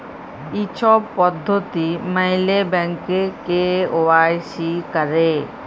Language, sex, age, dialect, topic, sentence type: Bengali, female, 31-35, Jharkhandi, banking, statement